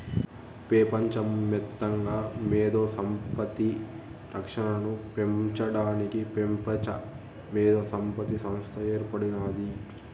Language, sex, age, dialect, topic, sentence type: Telugu, male, 31-35, Southern, banking, statement